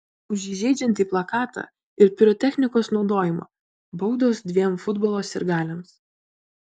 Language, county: Lithuanian, Vilnius